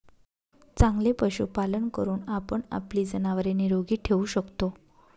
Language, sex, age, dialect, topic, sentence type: Marathi, female, 31-35, Northern Konkan, agriculture, statement